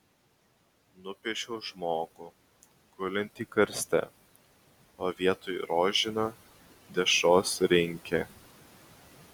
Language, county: Lithuanian, Vilnius